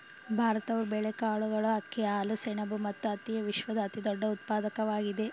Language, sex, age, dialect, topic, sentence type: Kannada, female, 18-24, Mysore Kannada, agriculture, statement